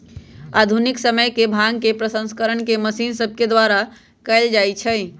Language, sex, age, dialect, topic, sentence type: Magahi, female, 31-35, Western, agriculture, statement